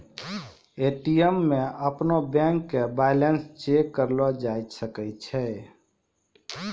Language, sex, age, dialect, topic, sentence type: Maithili, male, 25-30, Angika, banking, statement